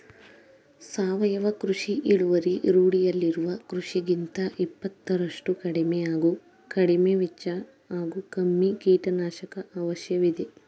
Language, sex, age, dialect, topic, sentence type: Kannada, female, 18-24, Mysore Kannada, agriculture, statement